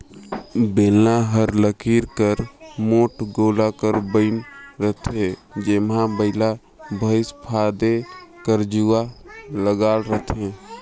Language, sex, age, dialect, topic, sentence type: Chhattisgarhi, male, 18-24, Northern/Bhandar, agriculture, statement